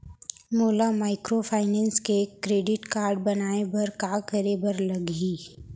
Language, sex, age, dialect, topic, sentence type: Chhattisgarhi, female, 25-30, Central, banking, question